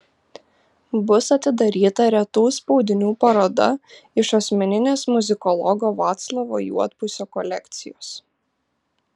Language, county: Lithuanian, Panevėžys